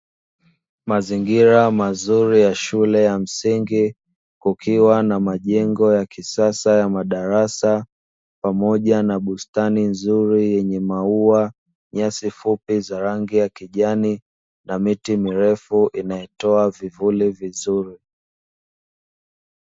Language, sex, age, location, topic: Swahili, male, 25-35, Dar es Salaam, education